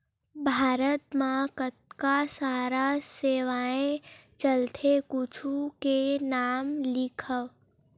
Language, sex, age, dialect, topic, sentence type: Chhattisgarhi, female, 18-24, Western/Budati/Khatahi, banking, question